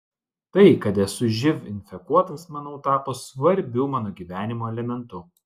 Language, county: Lithuanian, Klaipėda